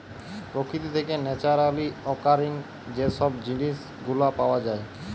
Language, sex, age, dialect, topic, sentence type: Bengali, female, 18-24, Western, agriculture, statement